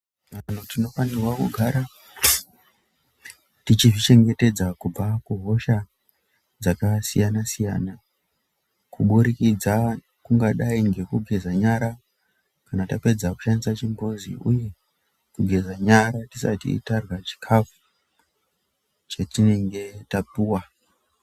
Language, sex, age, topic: Ndau, female, 18-24, health